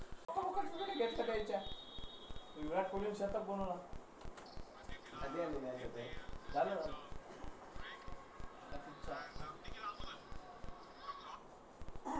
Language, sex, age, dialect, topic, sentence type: Marathi, male, 25-30, Varhadi, banking, question